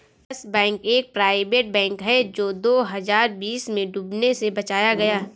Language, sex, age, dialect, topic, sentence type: Hindi, female, 18-24, Awadhi Bundeli, banking, statement